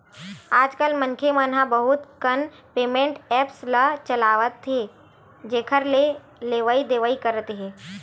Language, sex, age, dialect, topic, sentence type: Chhattisgarhi, female, 25-30, Western/Budati/Khatahi, banking, statement